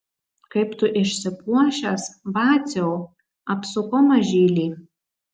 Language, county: Lithuanian, Marijampolė